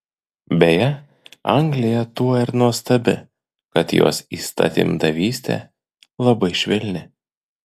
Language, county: Lithuanian, Vilnius